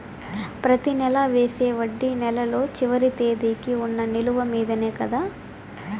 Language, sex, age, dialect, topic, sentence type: Telugu, female, 18-24, Southern, banking, question